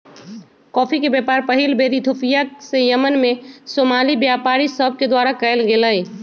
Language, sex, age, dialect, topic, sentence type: Magahi, female, 56-60, Western, agriculture, statement